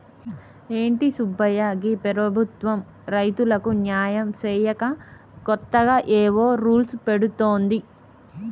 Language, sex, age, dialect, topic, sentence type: Telugu, female, 31-35, Telangana, agriculture, statement